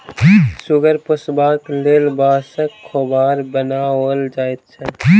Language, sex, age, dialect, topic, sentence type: Maithili, male, 36-40, Southern/Standard, agriculture, statement